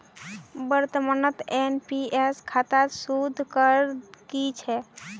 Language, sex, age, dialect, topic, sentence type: Magahi, female, 18-24, Northeastern/Surjapuri, banking, statement